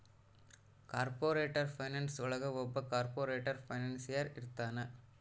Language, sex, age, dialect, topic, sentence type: Kannada, male, 18-24, Central, banking, statement